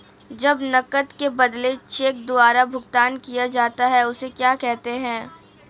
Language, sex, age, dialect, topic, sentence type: Hindi, female, 18-24, Marwari Dhudhari, banking, question